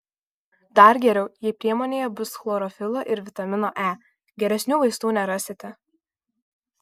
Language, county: Lithuanian, Kaunas